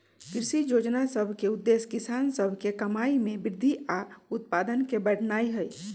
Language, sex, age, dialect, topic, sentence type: Magahi, female, 41-45, Western, agriculture, statement